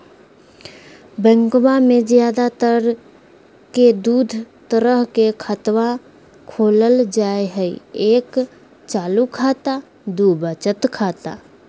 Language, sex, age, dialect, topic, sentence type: Magahi, female, 51-55, Southern, banking, question